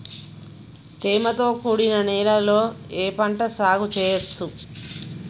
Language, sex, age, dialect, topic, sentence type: Telugu, female, 41-45, Telangana, agriculture, question